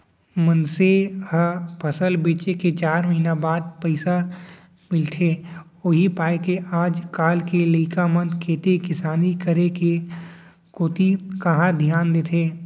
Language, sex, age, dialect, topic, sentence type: Chhattisgarhi, male, 18-24, Central, agriculture, statement